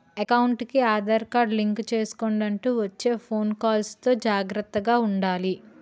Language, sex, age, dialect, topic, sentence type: Telugu, female, 18-24, Utterandhra, banking, statement